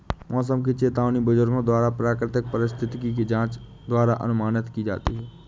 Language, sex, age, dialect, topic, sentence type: Hindi, male, 25-30, Awadhi Bundeli, agriculture, statement